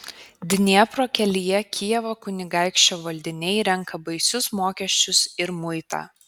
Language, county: Lithuanian, Kaunas